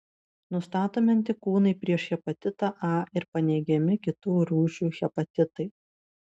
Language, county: Lithuanian, Vilnius